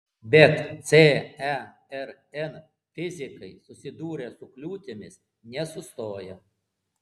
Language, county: Lithuanian, Alytus